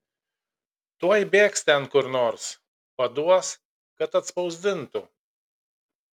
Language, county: Lithuanian, Kaunas